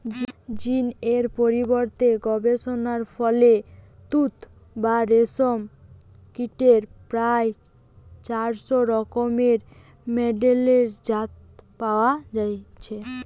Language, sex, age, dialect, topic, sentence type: Bengali, female, 18-24, Western, agriculture, statement